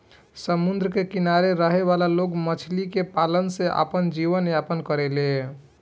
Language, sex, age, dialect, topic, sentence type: Bhojpuri, male, 18-24, Southern / Standard, agriculture, statement